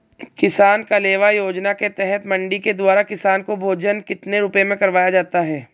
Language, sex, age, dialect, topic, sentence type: Hindi, female, 18-24, Marwari Dhudhari, agriculture, question